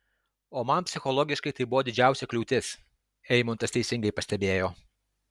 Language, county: Lithuanian, Alytus